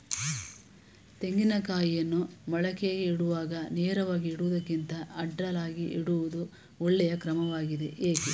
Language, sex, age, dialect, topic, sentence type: Kannada, female, 18-24, Mysore Kannada, agriculture, question